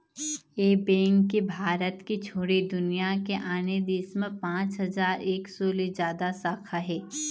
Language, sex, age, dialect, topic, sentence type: Chhattisgarhi, female, 18-24, Eastern, banking, statement